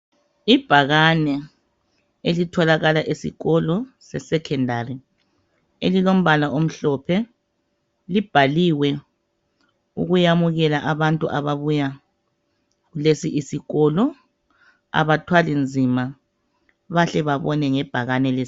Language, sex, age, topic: North Ndebele, female, 25-35, education